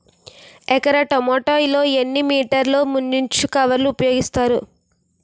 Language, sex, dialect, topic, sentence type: Telugu, female, Utterandhra, agriculture, question